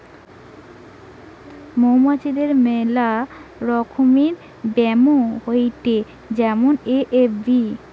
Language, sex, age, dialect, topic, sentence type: Bengali, female, 18-24, Western, agriculture, statement